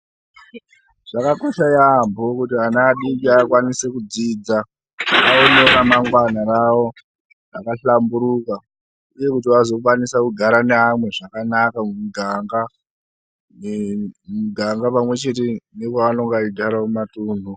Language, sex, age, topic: Ndau, male, 18-24, education